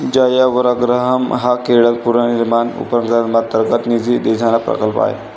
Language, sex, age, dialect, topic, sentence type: Marathi, male, 18-24, Varhadi, agriculture, statement